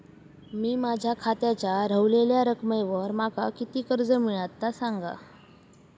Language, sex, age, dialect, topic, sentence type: Marathi, male, 18-24, Southern Konkan, banking, question